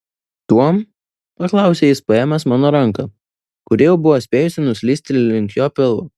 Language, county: Lithuanian, Vilnius